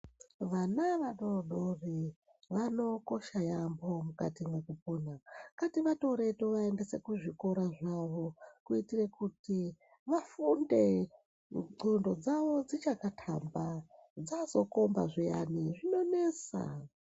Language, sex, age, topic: Ndau, male, 36-49, education